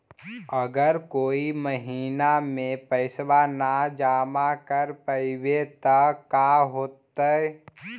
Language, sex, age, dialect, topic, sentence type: Magahi, male, 18-24, Central/Standard, banking, question